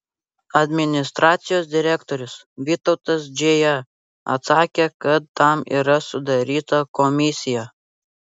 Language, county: Lithuanian, Vilnius